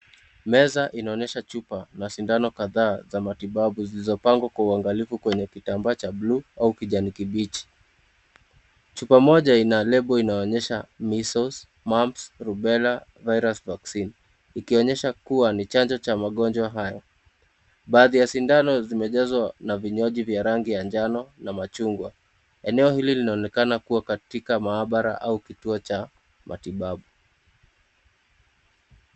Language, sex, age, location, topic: Swahili, male, 25-35, Nakuru, health